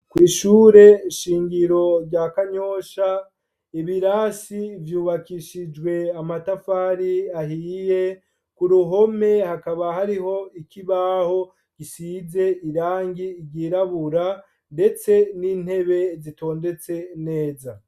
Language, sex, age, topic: Rundi, male, 25-35, education